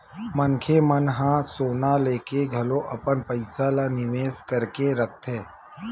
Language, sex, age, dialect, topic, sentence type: Chhattisgarhi, male, 31-35, Western/Budati/Khatahi, banking, statement